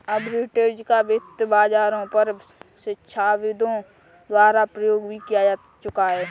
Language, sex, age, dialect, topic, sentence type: Hindi, female, 18-24, Kanauji Braj Bhasha, banking, statement